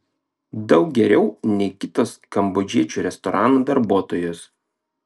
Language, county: Lithuanian, Klaipėda